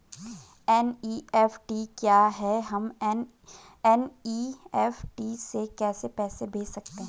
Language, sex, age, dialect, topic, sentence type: Hindi, female, 25-30, Garhwali, banking, question